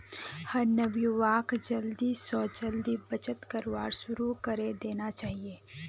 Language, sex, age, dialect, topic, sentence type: Magahi, female, 18-24, Northeastern/Surjapuri, banking, statement